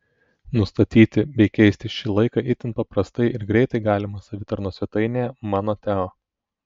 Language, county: Lithuanian, Telšiai